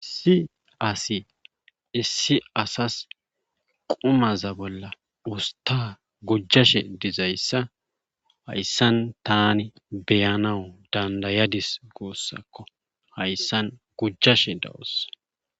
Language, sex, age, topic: Gamo, male, 25-35, government